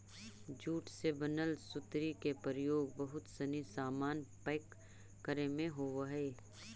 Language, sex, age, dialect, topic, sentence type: Magahi, female, 25-30, Central/Standard, banking, statement